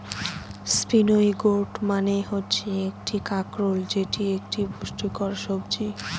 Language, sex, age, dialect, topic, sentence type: Bengali, female, 25-30, Northern/Varendri, agriculture, statement